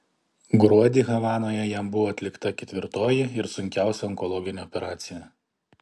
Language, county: Lithuanian, Panevėžys